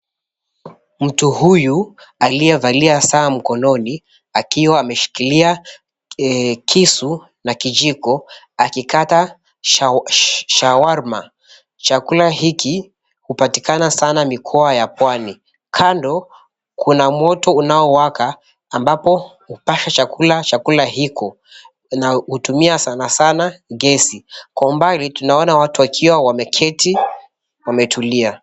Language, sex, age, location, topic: Swahili, male, 25-35, Mombasa, agriculture